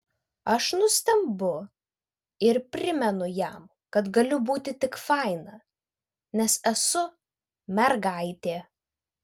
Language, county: Lithuanian, Vilnius